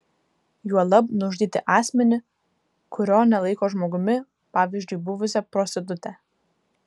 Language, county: Lithuanian, Vilnius